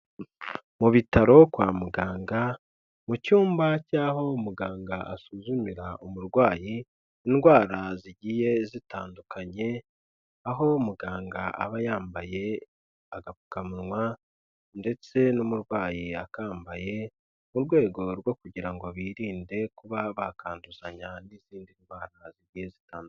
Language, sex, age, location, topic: Kinyarwanda, male, 25-35, Kigali, health